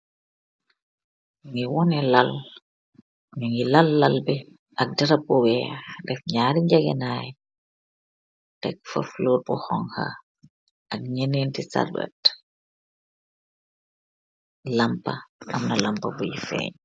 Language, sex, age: Wolof, female, 36-49